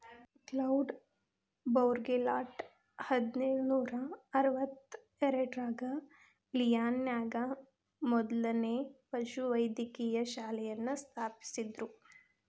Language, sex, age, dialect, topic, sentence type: Kannada, female, 25-30, Dharwad Kannada, agriculture, statement